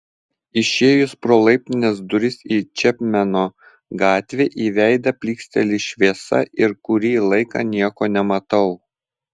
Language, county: Lithuanian, Vilnius